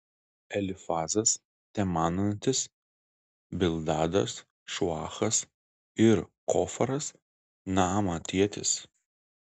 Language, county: Lithuanian, Alytus